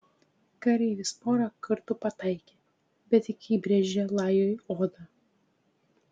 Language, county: Lithuanian, Tauragė